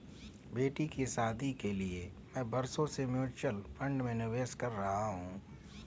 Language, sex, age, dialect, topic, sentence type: Hindi, male, 31-35, Kanauji Braj Bhasha, banking, statement